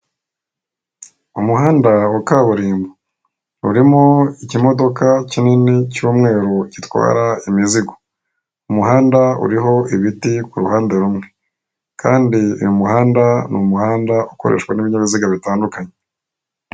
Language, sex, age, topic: Kinyarwanda, female, 36-49, government